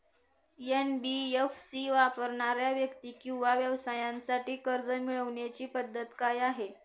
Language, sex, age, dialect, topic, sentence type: Marathi, female, 18-24, Northern Konkan, banking, question